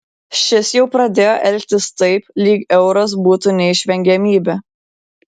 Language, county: Lithuanian, Vilnius